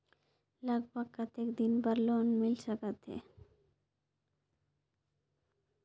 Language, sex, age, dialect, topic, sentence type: Chhattisgarhi, female, 25-30, Northern/Bhandar, banking, question